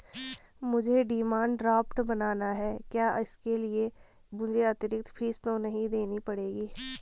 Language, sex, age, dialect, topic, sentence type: Hindi, female, 18-24, Garhwali, banking, question